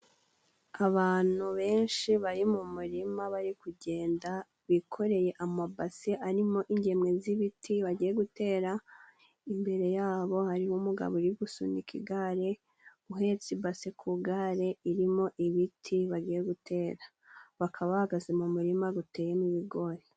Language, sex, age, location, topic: Kinyarwanda, female, 18-24, Musanze, agriculture